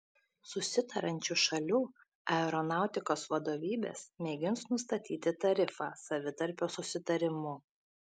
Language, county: Lithuanian, Šiauliai